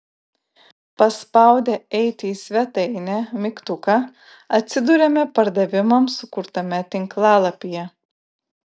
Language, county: Lithuanian, Klaipėda